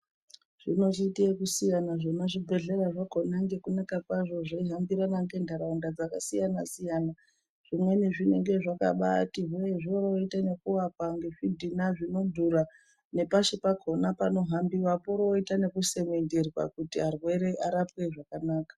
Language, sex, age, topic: Ndau, male, 36-49, health